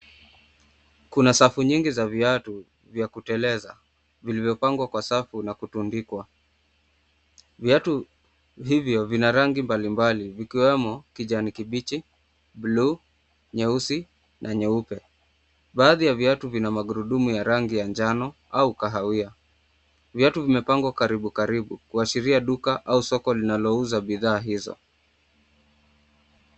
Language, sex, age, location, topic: Swahili, male, 25-35, Nakuru, finance